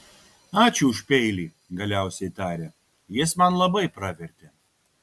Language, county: Lithuanian, Kaunas